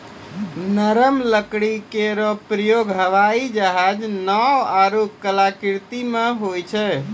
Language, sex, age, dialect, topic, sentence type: Maithili, male, 18-24, Angika, agriculture, statement